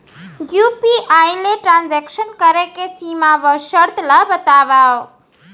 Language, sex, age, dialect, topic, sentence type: Chhattisgarhi, female, 41-45, Central, banking, question